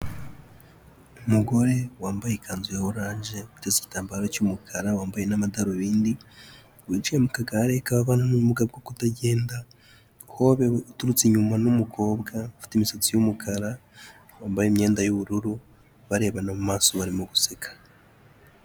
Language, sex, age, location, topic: Kinyarwanda, male, 18-24, Kigali, health